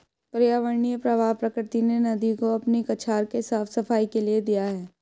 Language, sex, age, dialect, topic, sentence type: Hindi, female, 18-24, Hindustani Malvi Khadi Boli, agriculture, statement